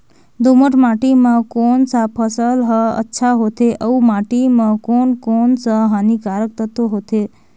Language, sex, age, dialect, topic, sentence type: Chhattisgarhi, female, 18-24, Northern/Bhandar, agriculture, question